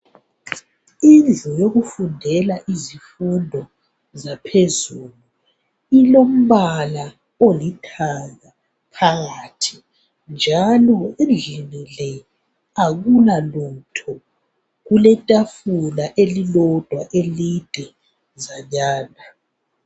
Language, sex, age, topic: North Ndebele, female, 25-35, education